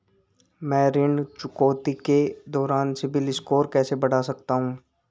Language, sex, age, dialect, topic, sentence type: Hindi, male, 18-24, Marwari Dhudhari, banking, question